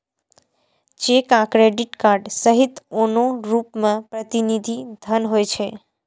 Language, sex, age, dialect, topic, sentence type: Maithili, female, 18-24, Eastern / Thethi, banking, statement